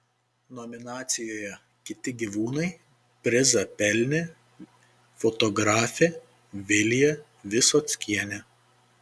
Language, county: Lithuanian, Panevėžys